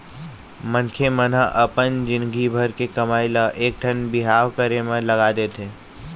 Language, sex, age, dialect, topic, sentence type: Chhattisgarhi, male, 46-50, Eastern, banking, statement